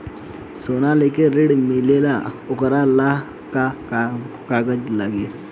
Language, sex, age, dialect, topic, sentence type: Bhojpuri, male, 18-24, Southern / Standard, banking, question